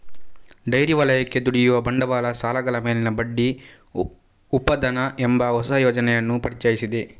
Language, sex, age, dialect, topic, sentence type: Kannada, male, 46-50, Coastal/Dakshin, agriculture, statement